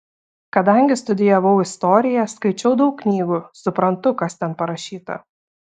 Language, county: Lithuanian, Šiauliai